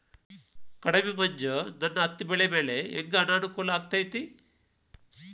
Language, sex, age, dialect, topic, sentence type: Kannada, male, 51-55, Dharwad Kannada, agriculture, question